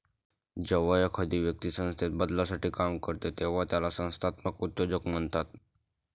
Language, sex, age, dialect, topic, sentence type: Marathi, male, 18-24, Northern Konkan, banking, statement